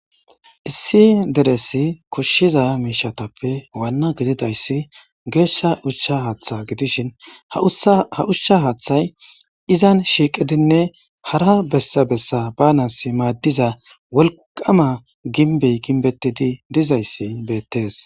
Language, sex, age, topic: Gamo, male, 18-24, government